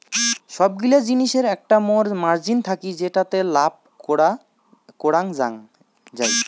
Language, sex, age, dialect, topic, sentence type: Bengali, male, 25-30, Rajbangshi, banking, statement